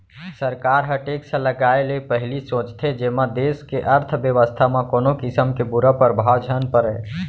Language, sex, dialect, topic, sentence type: Chhattisgarhi, male, Central, banking, statement